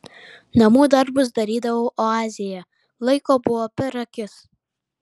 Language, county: Lithuanian, Vilnius